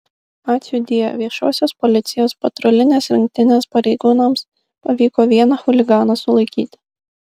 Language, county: Lithuanian, Kaunas